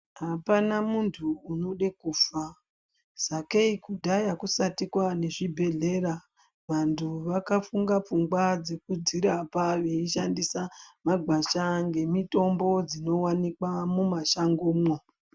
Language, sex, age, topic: Ndau, female, 25-35, health